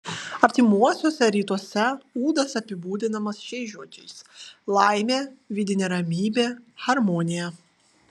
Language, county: Lithuanian, Vilnius